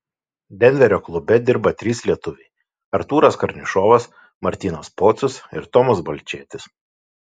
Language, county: Lithuanian, Šiauliai